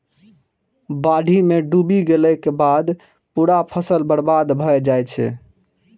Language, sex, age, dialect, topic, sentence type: Maithili, male, 18-24, Eastern / Thethi, agriculture, statement